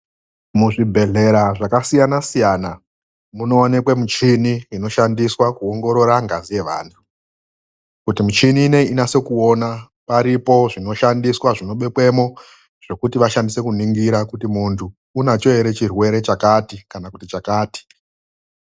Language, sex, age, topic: Ndau, male, 36-49, health